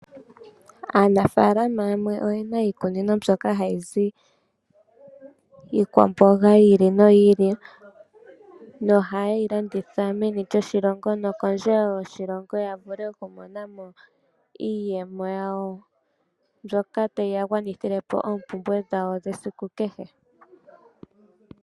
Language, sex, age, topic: Oshiwambo, female, 25-35, agriculture